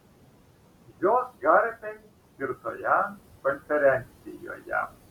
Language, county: Lithuanian, Šiauliai